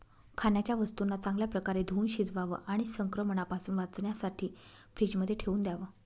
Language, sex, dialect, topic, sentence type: Marathi, female, Northern Konkan, agriculture, statement